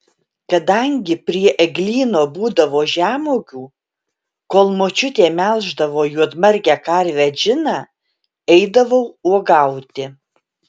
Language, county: Lithuanian, Alytus